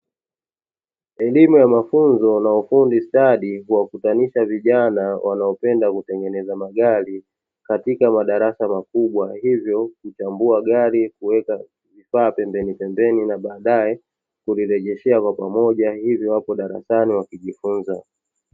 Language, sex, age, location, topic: Swahili, male, 25-35, Dar es Salaam, education